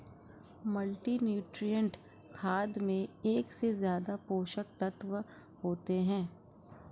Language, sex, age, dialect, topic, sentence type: Hindi, female, 56-60, Marwari Dhudhari, agriculture, statement